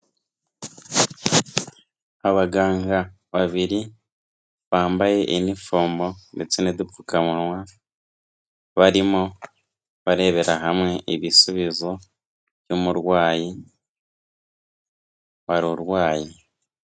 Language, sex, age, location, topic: Kinyarwanda, female, 18-24, Kigali, health